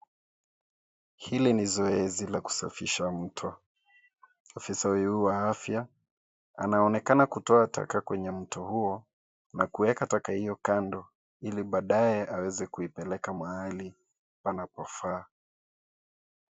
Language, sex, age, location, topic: Swahili, male, 25-35, Nairobi, government